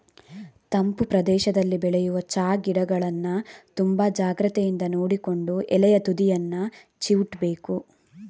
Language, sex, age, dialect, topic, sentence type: Kannada, female, 46-50, Coastal/Dakshin, agriculture, statement